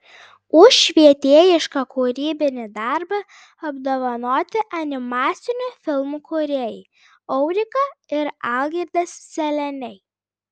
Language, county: Lithuanian, Klaipėda